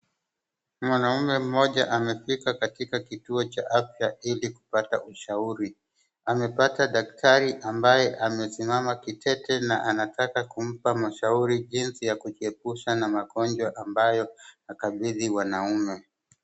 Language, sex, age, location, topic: Swahili, male, 36-49, Wajir, health